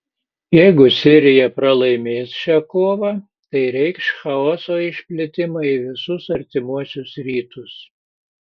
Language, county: Lithuanian, Panevėžys